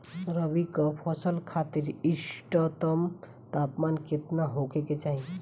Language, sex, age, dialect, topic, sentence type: Bhojpuri, female, 18-24, Southern / Standard, agriculture, question